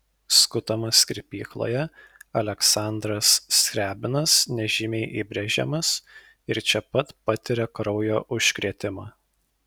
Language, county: Lithuanian, Vilnius